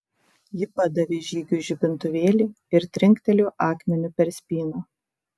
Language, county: Lithuanian, Kaunas